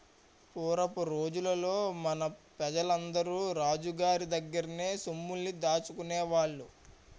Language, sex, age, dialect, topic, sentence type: Telugu, male, 18-24, Utterandhra, banking, statement